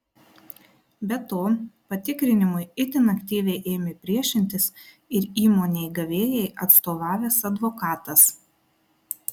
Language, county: Lithuanian, Marijampolė